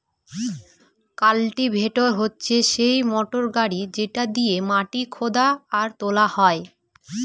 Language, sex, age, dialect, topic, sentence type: Bengali, female, 18-24, Northern/Varendri, agriculture, statement